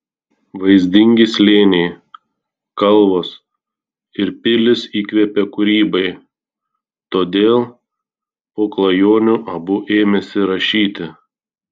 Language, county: Lithuanian, Tauragė